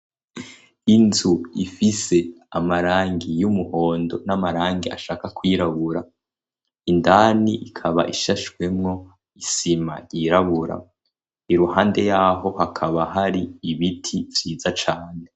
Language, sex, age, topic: Rundi, female, 18-24, education